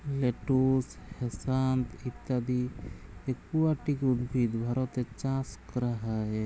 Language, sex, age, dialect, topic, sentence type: Bengali, male, 31-35, Jharkhandi, agriculture, statement